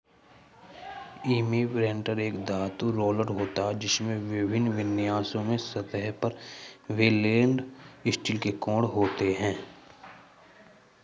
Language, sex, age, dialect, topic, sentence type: Hindi, male, 18-24, Hindustani Malvi Khadi Boli, agriculture, statement